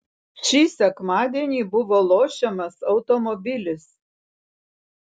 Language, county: Lithuanian, Vilnius